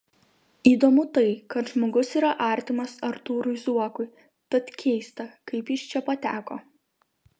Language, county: Lithuanian, Kaunas